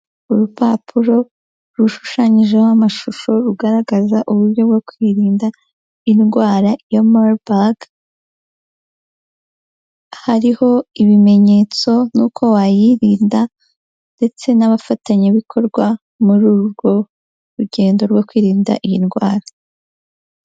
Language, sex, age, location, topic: Kinyarwanda, female, 18-24, Huye, education